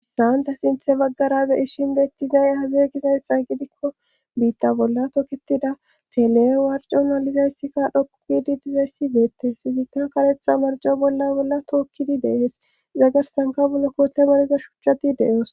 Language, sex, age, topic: Gamo, female, 18-24, government